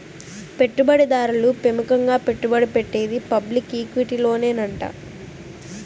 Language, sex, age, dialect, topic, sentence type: Telugu, female, 18-24, Southern, banking, statement